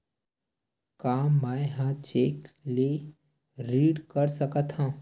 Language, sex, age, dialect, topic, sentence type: Chhattisgarhi, male, 18-24, Western/Budati/Khatahi, banking, question